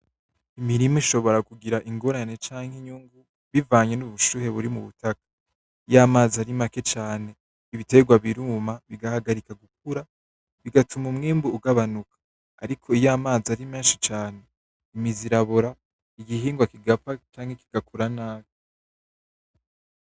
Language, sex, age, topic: Rundi, male, 18-24, agriculture